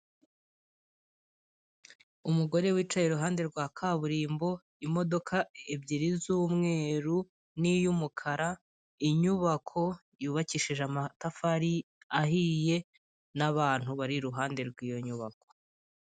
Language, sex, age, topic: Kinyarwanda, female, 25-35, government